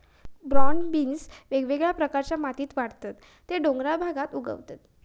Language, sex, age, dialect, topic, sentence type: Marathi, female, 41-45, Southern Konkan, agriculture, statement